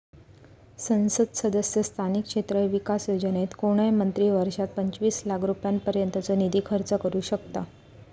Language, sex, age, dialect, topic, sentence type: Marathi, female, 25-30, Southern Konkan, banking, statement